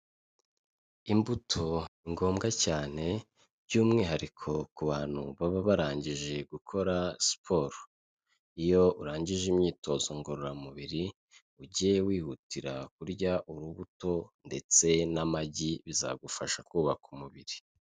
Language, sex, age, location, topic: Kinyarwanda, male, 25-35, Kigali, health